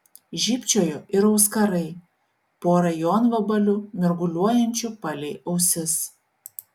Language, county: Lithuanian, Šiauliai